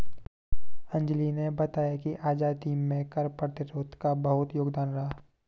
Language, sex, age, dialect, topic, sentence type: Hindi, male, 18-24, Garhwali, banking, statement